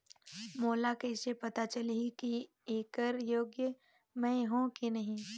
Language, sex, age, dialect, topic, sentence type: Chhattisgarhi, female, 51-55, Northern/Bhandar, banking, question